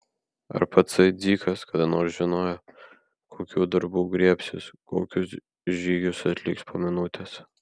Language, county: Lithuanian, Kaunas